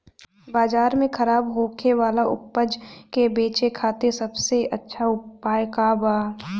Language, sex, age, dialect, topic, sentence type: Bhojpuri, female, 18-24, Southern / Standard, agriculture, statement